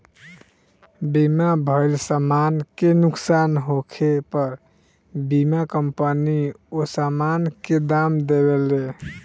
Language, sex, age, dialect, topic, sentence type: Bhojpuri, male, 18-24, Southern / Standard, banking, statement